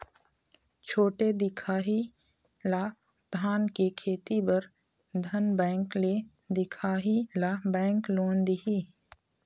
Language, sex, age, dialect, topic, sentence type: Chhattisgarhi, female, 25-30, Eastern, agriculture, question